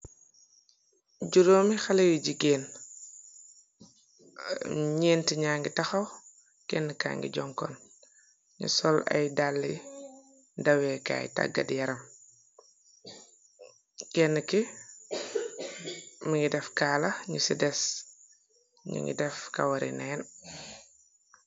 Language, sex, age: Wolof, female, 36-49